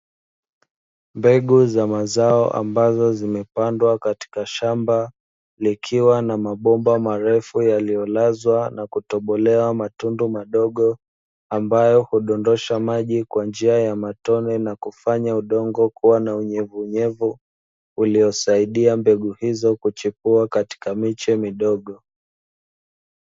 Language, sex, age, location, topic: Swahili, male, 25-35, Dar es Salaam, agriculture